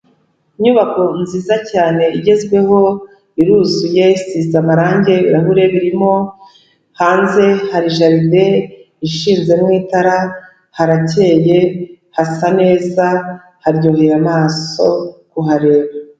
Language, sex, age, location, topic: Kinyarwanda, female, 36-49, Kigali, education